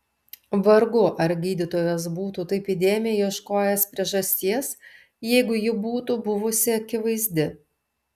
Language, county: Lithuanian, Telšiai